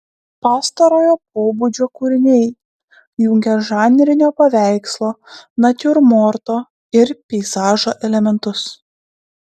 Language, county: Lithuanian, Klaipėda